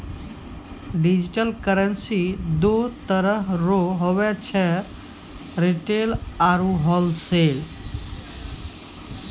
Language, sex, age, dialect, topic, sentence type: Maithili, male, 51-55, Angika, banking, statement